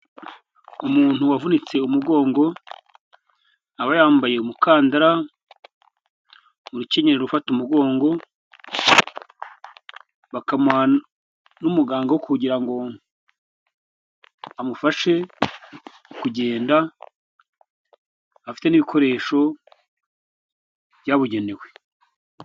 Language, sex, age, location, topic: Kinyarwanda, male, 50+, Kigali, health